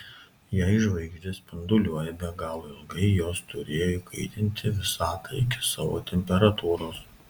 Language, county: Lithuanian, Kaunas